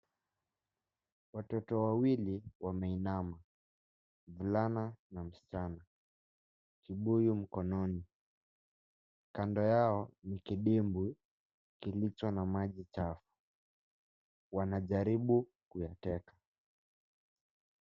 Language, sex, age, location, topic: Swahili, male, 18-24, Mombasa, health